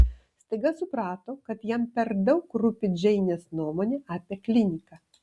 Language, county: Lithuanian, Kaunas